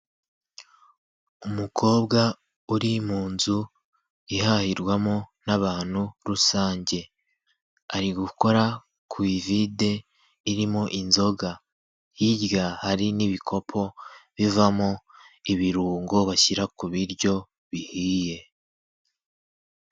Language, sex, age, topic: Kinyarwanda, male, 25-35, finance